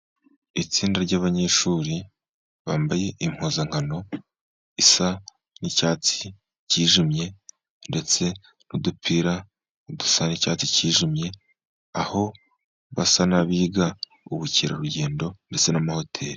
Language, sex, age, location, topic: Kinyarwanda, male, 18-24, Musanze, education